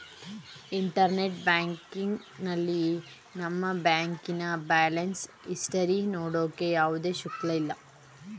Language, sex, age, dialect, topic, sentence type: Kannada, female, 18-24, Mysore Kannada, banking, statement